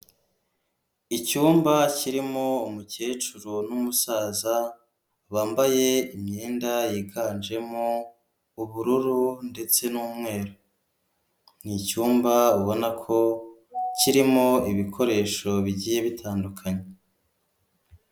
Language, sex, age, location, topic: Kinyarwanda, female, 36-49, Huye, health